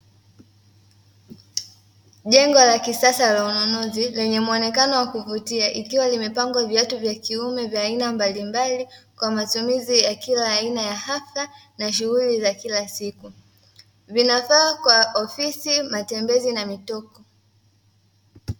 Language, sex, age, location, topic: Swahili, female, 18-24, Dar es Salaam, finance